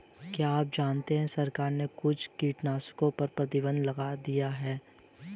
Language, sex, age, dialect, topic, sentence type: Hindi, male, 18-24, Hindustani Malvi Khadi Boli, agriculture, statement